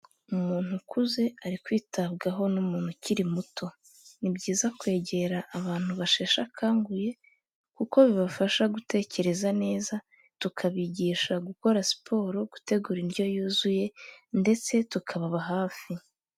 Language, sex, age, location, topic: Kinyarwanda, female, 18-24, Kigali, health